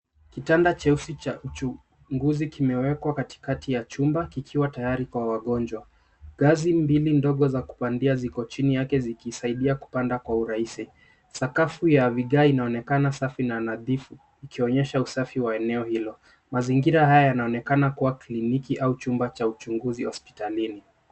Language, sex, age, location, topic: Swahili, male, 25-35, Nairobi, health